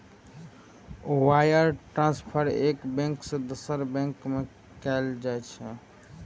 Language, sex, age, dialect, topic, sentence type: Maithili, male, 18-24, Eastern / Thethi, banking, statement